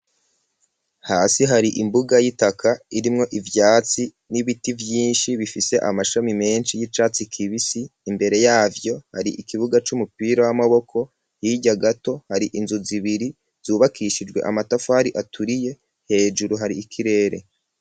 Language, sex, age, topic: Rundi, male, 36-49, education